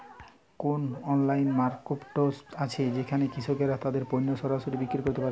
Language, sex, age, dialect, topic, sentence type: Bengali, male, 18-24, Western, agriculture, statement